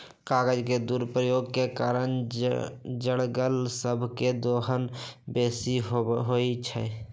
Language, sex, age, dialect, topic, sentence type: Magahi, male, 56-60, Western, agriculture, statement